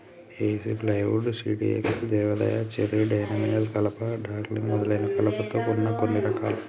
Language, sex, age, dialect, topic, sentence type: Telugu, male, 31-35, Telangana, agriculture, statement